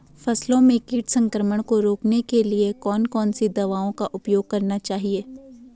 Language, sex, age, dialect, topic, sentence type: Hindi, female, 18-24, Garhwali, agriculture, question